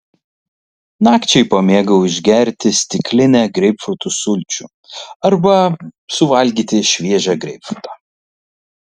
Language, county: Lithuanian, Kaunas